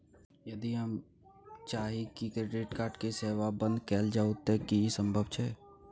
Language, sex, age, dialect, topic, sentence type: Maithili, male, 31-35, Bajjika, banking, question